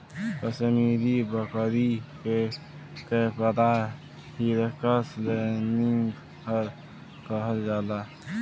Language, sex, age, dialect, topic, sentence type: Bhojpuri, male, 18-24, Western, agriculture, statement